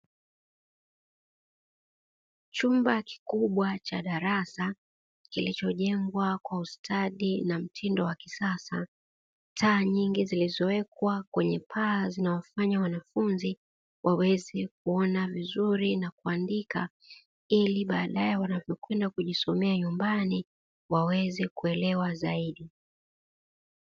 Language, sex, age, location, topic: Swahili, female, 36-49, Dar es Salaam, education